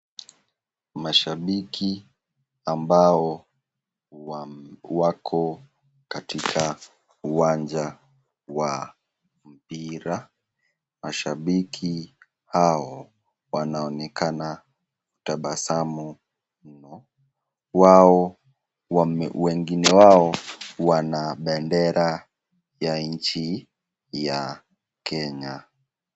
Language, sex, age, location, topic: Swahili, female, 36-49, Nakuru, government